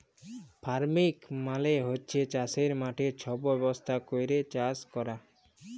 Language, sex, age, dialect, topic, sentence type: Bengali, male, 18-24, Jharkhandi, agriculture, statement